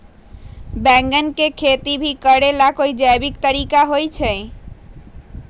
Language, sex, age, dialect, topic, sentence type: Magahi, female, 41-45, Western, agriculture, question